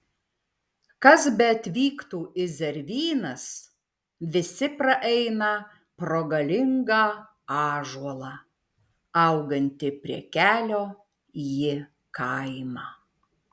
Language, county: Lithuanian, Vilnius